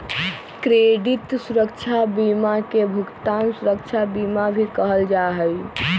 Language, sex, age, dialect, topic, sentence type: Magahi, female, 18-24, Western, banking, statement